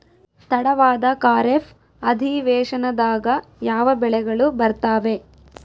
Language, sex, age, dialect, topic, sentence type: Kannada, female, 18-24, Central, agriculture, question